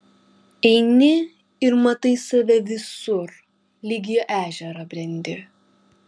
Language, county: Lithuanian, Kaunas